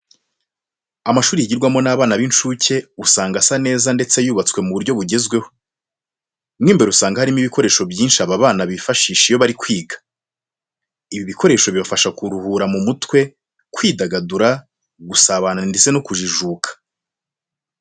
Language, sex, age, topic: Kinyarwanda, male, 25-35, education